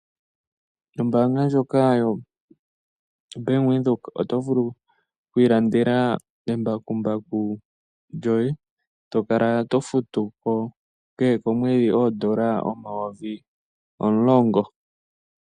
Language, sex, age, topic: Oshiwambo, male, 18-24, finance